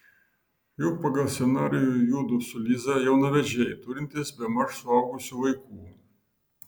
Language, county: Lithuanian, Vilnius